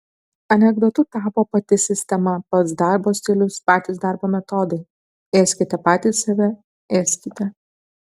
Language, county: Lithuanian, Kaunas